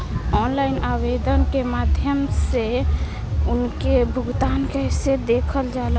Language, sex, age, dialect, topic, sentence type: Bhojpuri, female, 18-24, Southern / Standard, banking, question